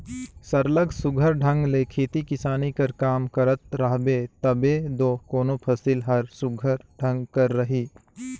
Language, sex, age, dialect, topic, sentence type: Chhattisgarhi, male, 18-24, Northern/Bhandar, agriculture, statement